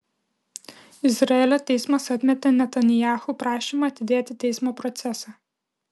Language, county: Lithuanian, Kaunas